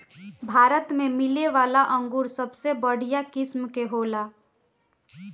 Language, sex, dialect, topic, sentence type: Bhojpuri, female, Northern, agriculture, statement